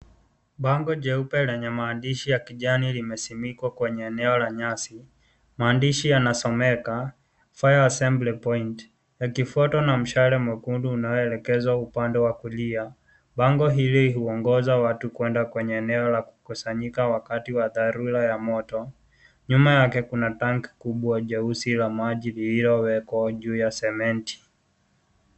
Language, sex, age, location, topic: Swahili, male, 18-24, Kisii, education